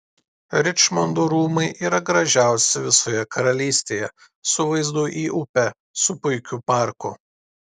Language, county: Lithuanian, Klaipėda